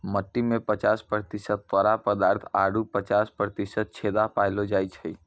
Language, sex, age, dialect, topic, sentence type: Maithili, male, 60-100, Angika, agriculture, statement